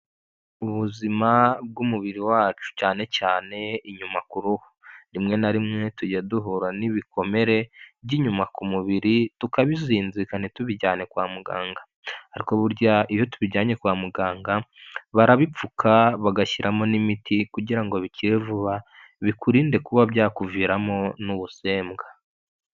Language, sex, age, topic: Kinyarwanda, male, 25-35, health